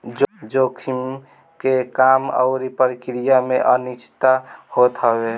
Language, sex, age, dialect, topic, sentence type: Bhojpuri, male, <18, Northern, banking, statement